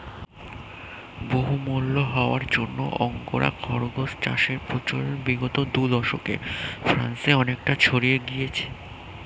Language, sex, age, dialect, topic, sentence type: Bengali, male, <18, Standard Colloquial, agriculture, statement